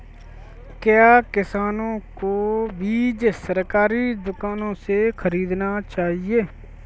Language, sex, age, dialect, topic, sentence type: Hindi, male, 46-50, Kanauji Braj Bhasha, agriculture, question